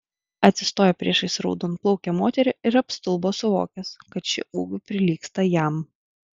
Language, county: Lithuanian, Vilnius